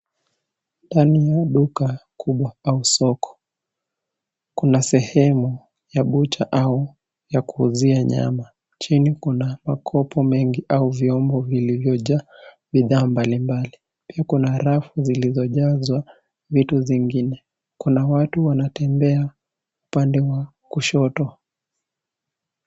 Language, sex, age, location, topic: Swahili, male, 18-24, Nairobi, finance